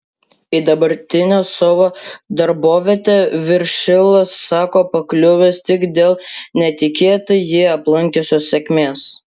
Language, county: Lithuanian, Klaipėda